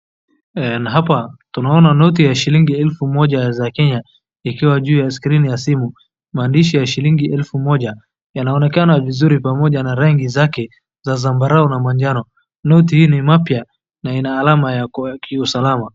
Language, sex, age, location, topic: Swahili, male, 36-49, Wajir, finance